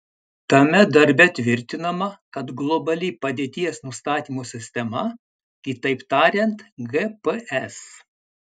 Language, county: Lithuanian, Klaipėda